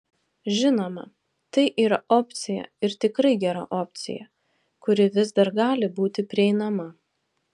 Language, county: Lithuanian, Panevėžys